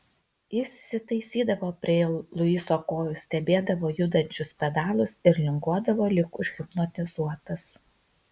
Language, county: Lithuanian, Kaunas